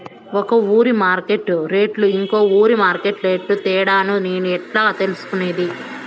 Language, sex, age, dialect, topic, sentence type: Telugu, male, 25-30, Southern, agriculture, question